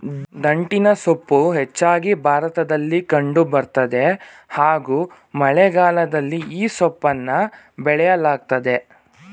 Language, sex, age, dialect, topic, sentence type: Kannada, male, 18-24, Mysore Kannada, agriculture, statement